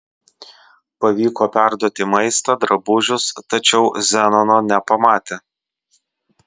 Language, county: Lithuanian, Vilnius